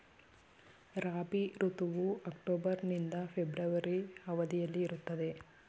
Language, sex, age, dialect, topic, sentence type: Kannada, female, 25-30, Mysore Kannada, agriculture, statement